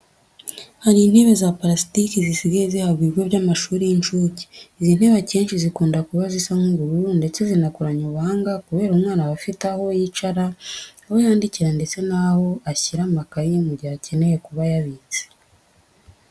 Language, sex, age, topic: Kinyarwanda, female, 18-24, education